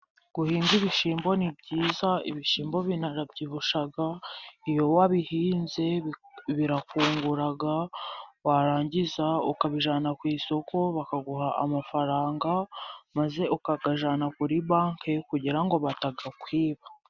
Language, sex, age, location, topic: Kinyarwanda, female, 18-24, Musanze, agriculture